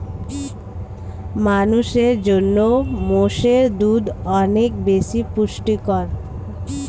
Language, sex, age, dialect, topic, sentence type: Bengali, female, 25-30, Standard Colloquial, agriculture, statement